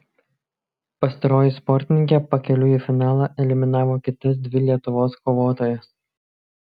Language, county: Lithuanian, Kaunas